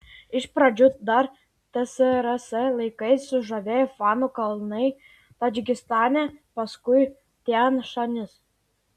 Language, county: Lithuanian, Klaipėda